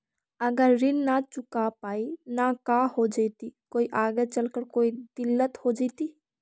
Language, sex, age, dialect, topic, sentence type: Magahi, female, 46-50, Central/Standard, banking, question